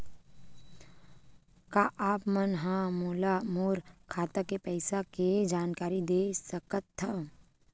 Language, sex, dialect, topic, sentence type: Chhattisgarhi, female, Western/Budati/Khatahi, banking, question